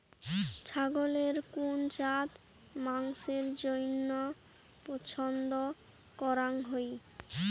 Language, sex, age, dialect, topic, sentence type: Bengali, female, 18-24, Rajbangshi, agriculture, statement